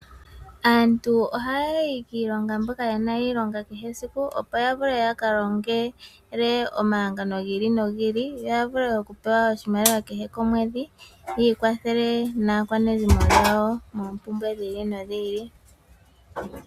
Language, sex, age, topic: Oshiwambo, female, 25-35, finance